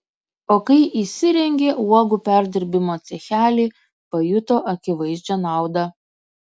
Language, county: Lithuanian, Kaunas